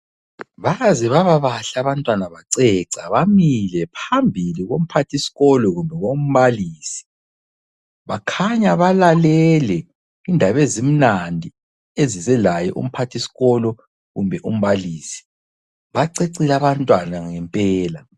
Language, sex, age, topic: North Ndebele, male, 25-35, education